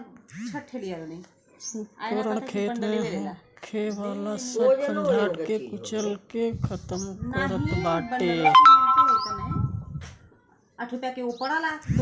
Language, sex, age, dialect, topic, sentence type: Bhojpuri, male, 31-35, Western, agriculture, statement